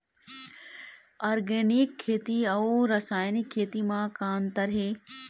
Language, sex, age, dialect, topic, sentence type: Chhattisgarhi, female, 18-24, Eastern, agriculture, question